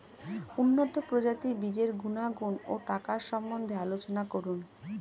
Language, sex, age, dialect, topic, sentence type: Bengali, female, 36-40, Standard Colloquial, agriculture, question